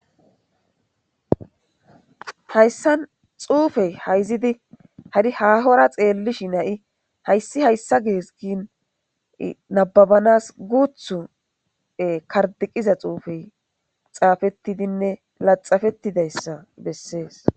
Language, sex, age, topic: Gamo, female, 25-35, government